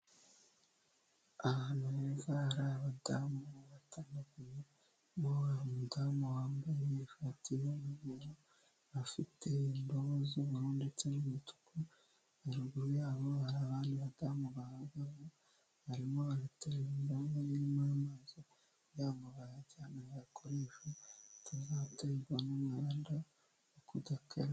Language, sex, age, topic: Kinyarwanda, female, 18-24, health